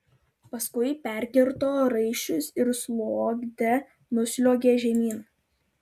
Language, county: Lithuanian, Klaipėda